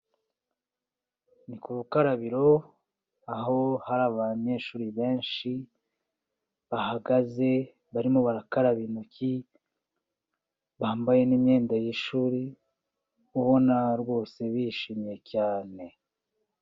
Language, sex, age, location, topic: Kinyarwanda, male, 36-49, Kigali, health